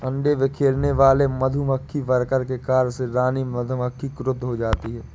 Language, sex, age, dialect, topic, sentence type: Hindi, male, 18-24, Awadhi Bundeli, agriculture, statement